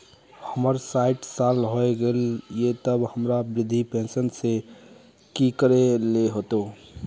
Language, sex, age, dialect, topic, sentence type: Magahi, male, 18-24, Northeastern/Surjapuri, banking, question